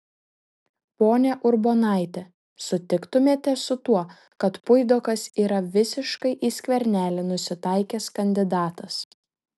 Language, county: Lithuanian, Šiauliai